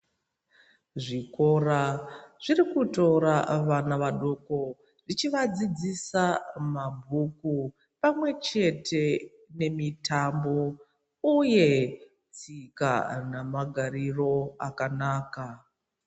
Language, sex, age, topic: Ndau, female, 25-35, education